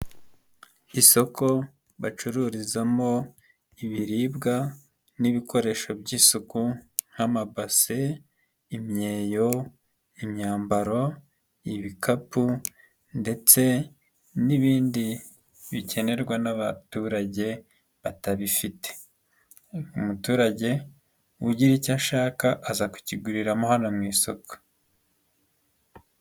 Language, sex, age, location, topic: Kinyarwanda, male, 25-35, Nyagatare, finance